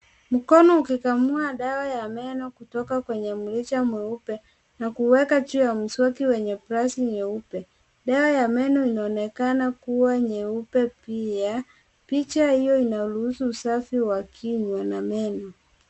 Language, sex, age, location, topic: Swahili, male, 18-24, Nairobi, health